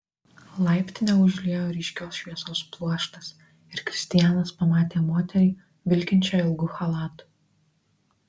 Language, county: Lithuanian, Marijampolė